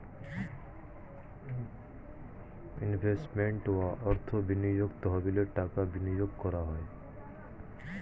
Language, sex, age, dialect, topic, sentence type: Bengali, male, 36-40, Standard Colloquial, banking, statement